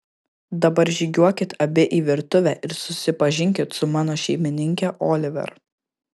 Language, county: Lithuanian, Kaunas